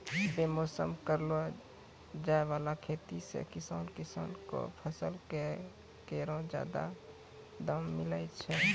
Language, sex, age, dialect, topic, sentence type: Maithili, male, 18-24, Angika, agriculture, statement